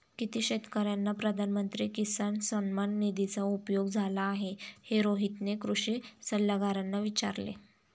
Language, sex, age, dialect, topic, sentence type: Marathi, female, 31-35, Standard Marathi, agriculture, statement